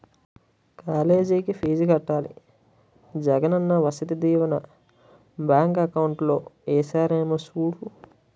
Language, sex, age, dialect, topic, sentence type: Telugu, male, 18-24, Utterandhra, banking, statement